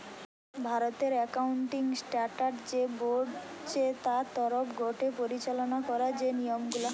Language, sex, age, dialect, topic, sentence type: Bengali, female, 18-24, Western, banking, statement